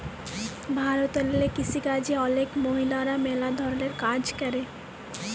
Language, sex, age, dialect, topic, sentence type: Bengali, female, 18-24, Jharkhandi, agriculture, statement